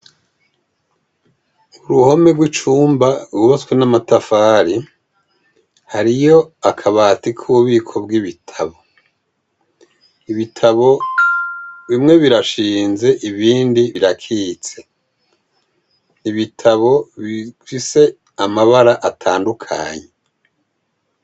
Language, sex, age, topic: Rundi, male, 50+, education